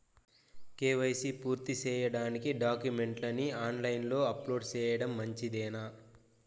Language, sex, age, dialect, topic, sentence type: Telugu, male, 41-45, Southern, banking, question